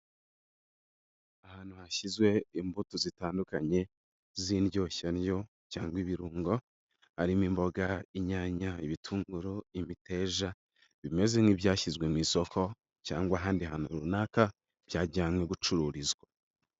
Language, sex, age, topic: Kinyarwanda, male, 18-24, agriculture